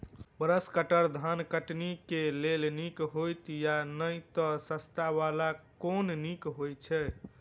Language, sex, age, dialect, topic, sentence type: Maithili, male, 18-24, Southern/Standard, agriculture, question